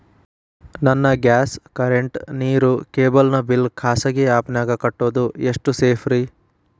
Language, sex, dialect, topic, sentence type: Kannada, male, Dharwad Kannada, banking, question